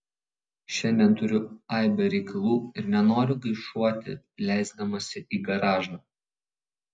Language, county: Lithuanian, Vilnius